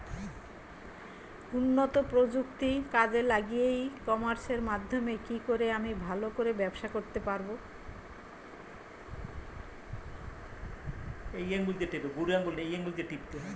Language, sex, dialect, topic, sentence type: Bengali, female, Standard Colloquial, agriculture, question